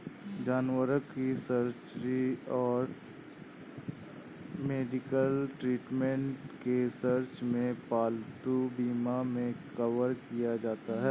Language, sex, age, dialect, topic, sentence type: Hindi, male, 18-24, Awadhi Bundeli, banking, statement